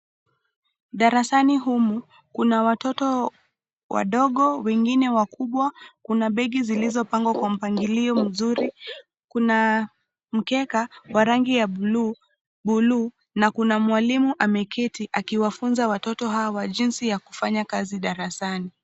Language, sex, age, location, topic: Swahili, female, 25-35, Nairobi, education